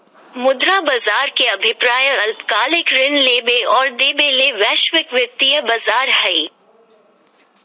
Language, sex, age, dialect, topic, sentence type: Magahi, female, 36-40, Southern, banking, statement